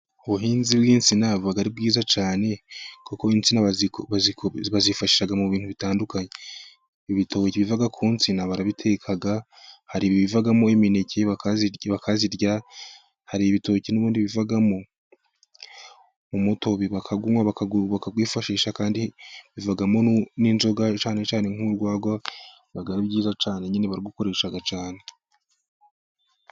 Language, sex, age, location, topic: Kinyarwanda, male, 25-35, Musanze, agriculture